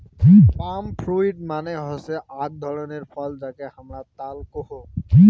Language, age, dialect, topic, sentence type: Bengali, 18-24, Rajbangshi, agriculture, statement